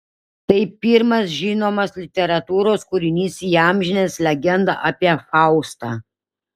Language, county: Lithuanian, Šiauliai